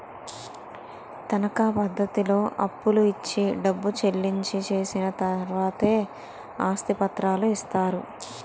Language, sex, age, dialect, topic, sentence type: Telugu, female, 25-30, Utterandhra, banking, statement